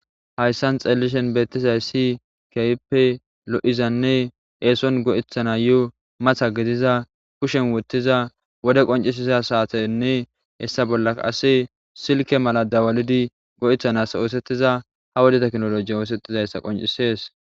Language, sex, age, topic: Gamo, male, 18-24, government